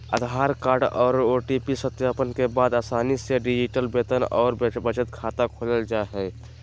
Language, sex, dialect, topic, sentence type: Magahi, male, Southern, banking, statement